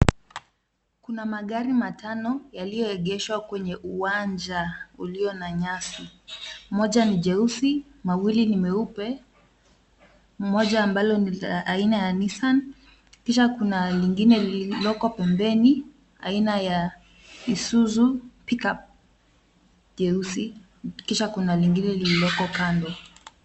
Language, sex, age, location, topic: Swahili, female, 25-35, Kisumu, finance